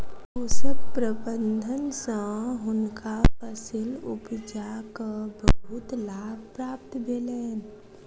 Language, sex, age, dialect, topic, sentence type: Maithili, female, 36-40, Southern/Standard, agriculture, statement